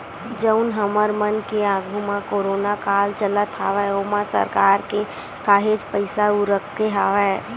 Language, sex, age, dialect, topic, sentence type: Chhattisgarhi, female, 25-30, Western/Budati/Khatahi, banking, statement